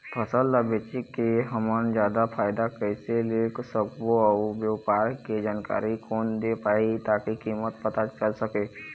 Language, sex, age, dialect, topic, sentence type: Chhattisgarhi, male, 18-24, Eastern, agriculture, question